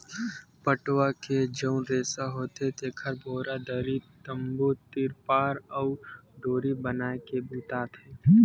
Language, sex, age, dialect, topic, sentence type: Chhattisgarhi, male, 18-24, Western/Budati/Khatahi, agriculture, statement